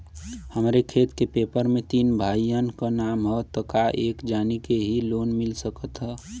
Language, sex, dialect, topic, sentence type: Bhojpuri, female, Western, banking, question